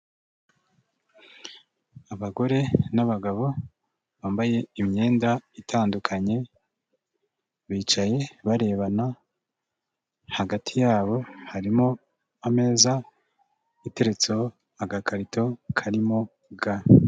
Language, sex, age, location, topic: Kinyarwanda, male, 25-35, Kigali, health